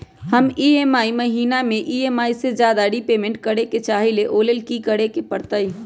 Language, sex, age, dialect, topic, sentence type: Magahi, male, 25-30, Western, banking, question